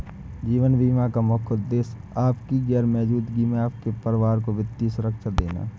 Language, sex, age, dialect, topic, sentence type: Hindi, male, 60-100, Awadhi Bundeli, banking, statement